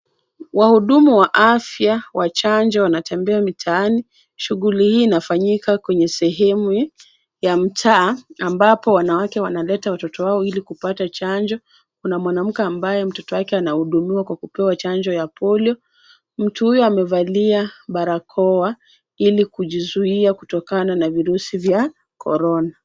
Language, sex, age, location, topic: Swahili, female, 25-35, Kisumu, health